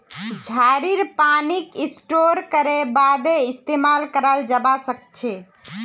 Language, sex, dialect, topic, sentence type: Magahi, female, Northeastern/Surjapuri, agriculture, statement